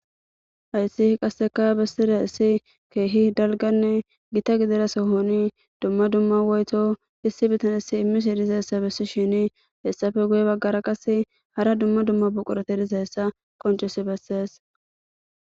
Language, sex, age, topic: Gamo, female, 18-24, government